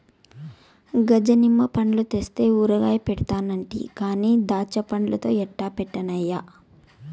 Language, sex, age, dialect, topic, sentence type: Telugu, female, 25-30, Southern, agriculture, statement